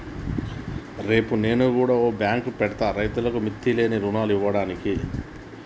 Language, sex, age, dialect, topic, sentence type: Telugu, male, 41-45, Telangana, banking, statement